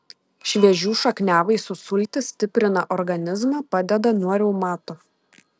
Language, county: Lithuanian, Šiauliai